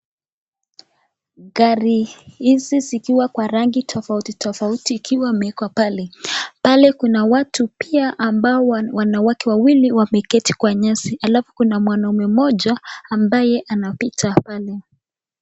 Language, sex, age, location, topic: Swahili, female, 25-35, Nakuru, finance